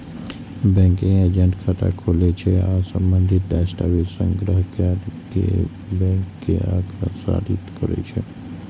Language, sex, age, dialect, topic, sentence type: Maithili, male, 56-60, Eastern / Thethi, banking, statement